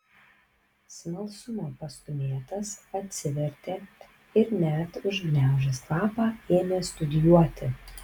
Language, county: Lithuanian, Kaunas